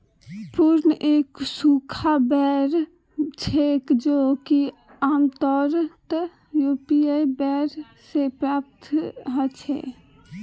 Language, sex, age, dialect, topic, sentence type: Magahi, female, 18-24, Northeastern/Surjapuri, agriculture, statement